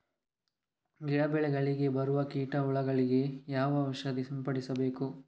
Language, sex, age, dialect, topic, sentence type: Kannada, male, 25-30, Coastal/Dakshin, agriculture, question